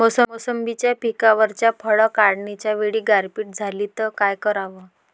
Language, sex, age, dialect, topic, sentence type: Marathi, female, 25-30, Varhadi, agriculture, question